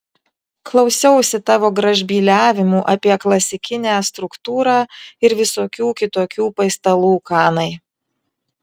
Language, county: Lithuanian, Vilnius